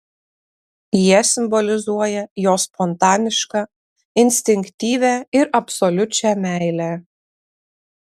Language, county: Lithuanian, Panevėžys